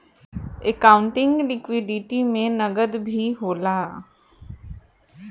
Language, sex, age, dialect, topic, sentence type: Bhojpuri, female, 41-45, Southern / Standard, banking, statement